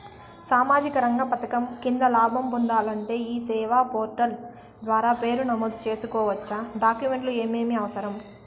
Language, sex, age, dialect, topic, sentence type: Telugu, female, 18-24, Southern, banking, question